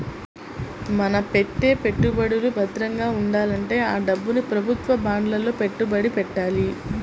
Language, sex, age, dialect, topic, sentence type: Telugu, female, 18-24, Central/Coastal, banking, statement